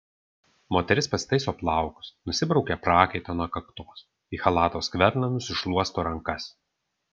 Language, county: Lithuanian, Vilnius